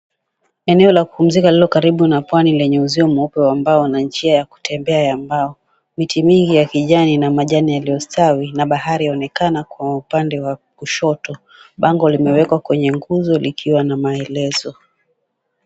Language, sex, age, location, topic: Swahili, female, 36-49, Mombasa, government